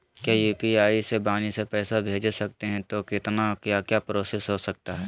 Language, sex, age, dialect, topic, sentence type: Magahi, male, 18-24, Southern, banking, question